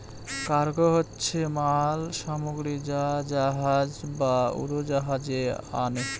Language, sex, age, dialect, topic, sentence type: Bengali, male, 25-30, Northern/Varendri, banking, statement